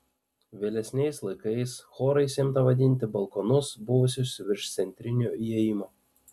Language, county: Lithuanian, Panevėžys